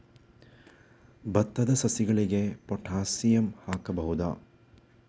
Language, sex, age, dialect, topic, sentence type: Kannada, male, 18-24, Coastal/Dakshin, agriculture, question